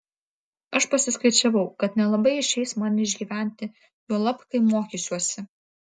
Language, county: Lithuanian, Vilnius